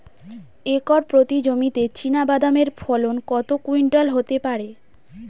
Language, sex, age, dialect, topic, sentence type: Bengali, female, 18-24, Standard Colloquial, agriculture, question